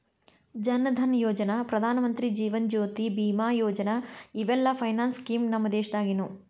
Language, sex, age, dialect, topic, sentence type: Kannada, female, 41-45, Dharwad Kannada, banking, statement